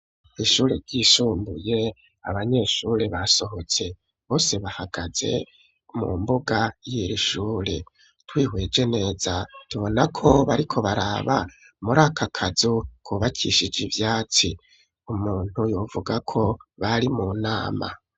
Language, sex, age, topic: Rundi, male, 25-35, education